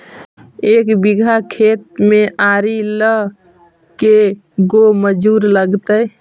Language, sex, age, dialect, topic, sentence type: Magahi, female, 18-24, Central/Standard, agriculture, question